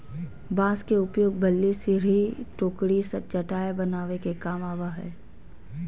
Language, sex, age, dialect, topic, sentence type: Magahi, female, 31-35, Southern, agriculture, statement